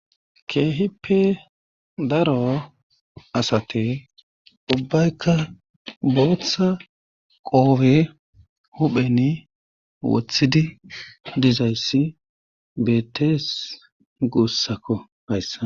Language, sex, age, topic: Gamo, male, 36-49, government